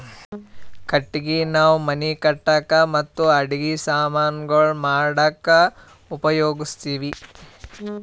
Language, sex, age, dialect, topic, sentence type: Kannada, male, 18-24, Northeastern, agriculture, statement